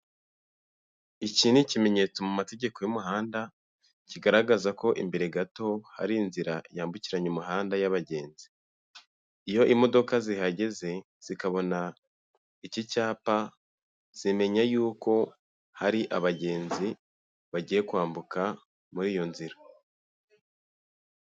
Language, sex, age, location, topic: Kinyarwanda, male, 18-24, Nyagatare, government